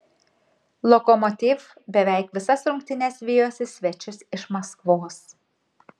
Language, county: Lithuanian, Kaunas